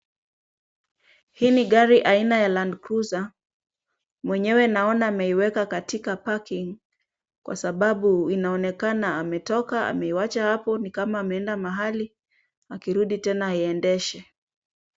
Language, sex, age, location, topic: Swahili, female, 25-35, Kisumu, finance